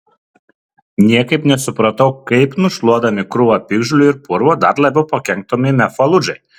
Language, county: Lithuanian, Kaunas